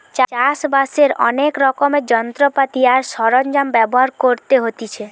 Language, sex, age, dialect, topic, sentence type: Bengali, female, 18-24, Western, agriculture, statement